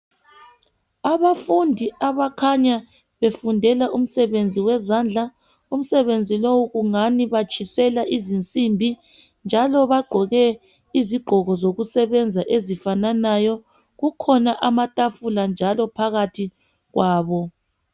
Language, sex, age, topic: North Ndebele, female, 25-35, education